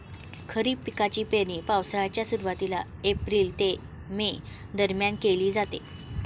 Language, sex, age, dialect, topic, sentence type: Marathi, female, 36-40, Standard Marathi, agriculture, statement